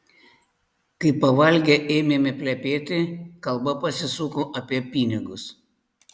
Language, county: Lithuanian, Panevėžys